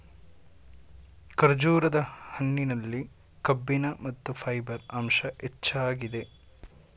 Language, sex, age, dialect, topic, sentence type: Kannada, male, 18-24, Mysore Kannada, agriculture, statement